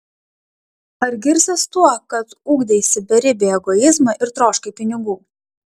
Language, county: Lithuanian, Klaipėda